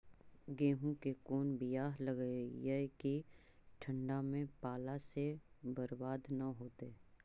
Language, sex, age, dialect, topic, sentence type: Magahi, female, 36-40, Central/Standard, agriculture, question